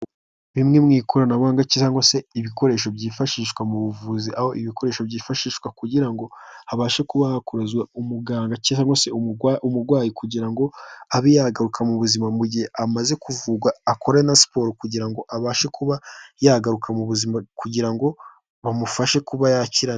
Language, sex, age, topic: Kinyarwanda, male, 18-24, health